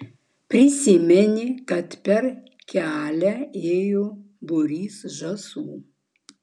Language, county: Lithuanian, Vilnius